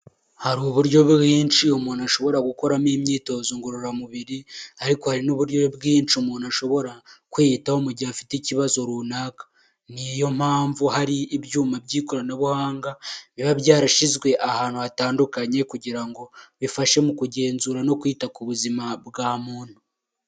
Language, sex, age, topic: Kinyarwanda, male, 18-24, health